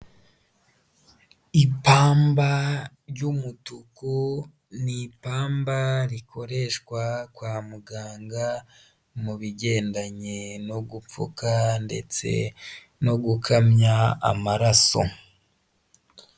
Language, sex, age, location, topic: Kinyarwanda, male, 25-35, Huye, health